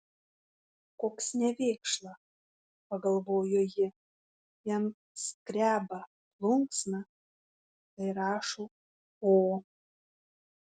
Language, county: Lithuanian, Šiauliai